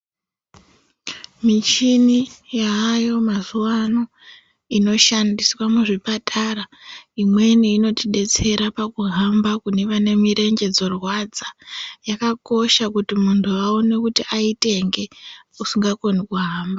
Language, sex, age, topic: Ndau, female, 18-24, health